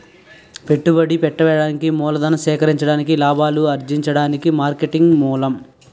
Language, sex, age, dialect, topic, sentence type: Telugu, male, 18-24, Utterandhra, banking, statement